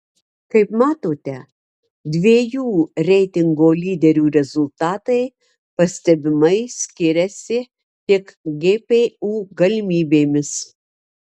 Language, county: Lithuanian, Marijampolė